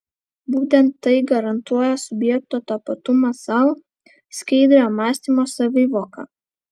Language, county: Lithuanian, Vilnius